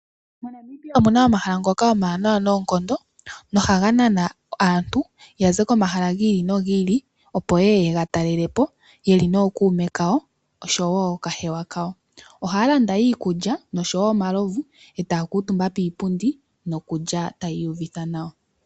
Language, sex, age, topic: Oshiwambo, female, 25-35, agriculture